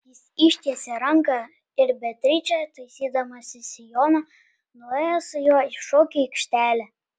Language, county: Lithuanian, Panevėžys